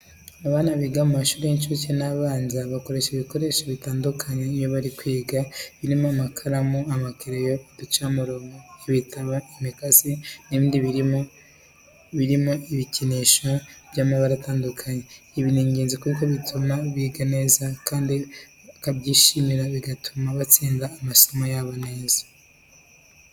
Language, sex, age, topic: Kinyarwanda, female, 36-49, education